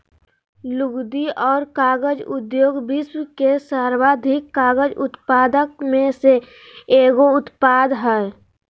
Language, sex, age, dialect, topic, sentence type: Magahi, female, 18-24, Southern, agriculture, statement